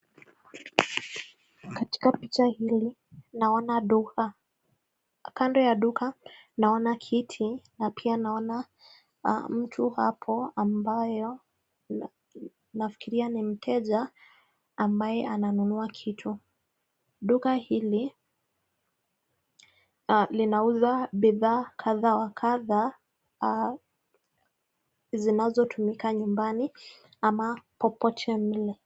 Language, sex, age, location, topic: Swahili, female, 18-24, Nakuru, finance